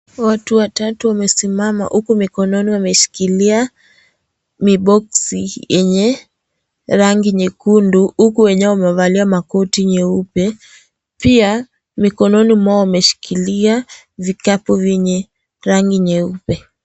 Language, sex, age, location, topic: Swahili, female, 25-35, Kisii, health